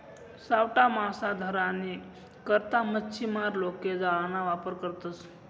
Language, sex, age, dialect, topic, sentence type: Marathi, male, 25-30, Northern Konkan, agriculture, statement